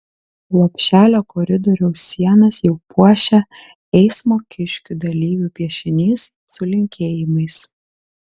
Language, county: Lithuanian, Kaunas